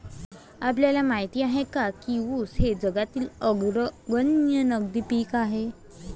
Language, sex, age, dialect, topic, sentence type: Marathi, female, 25-30, Varhadi, agriculture, statement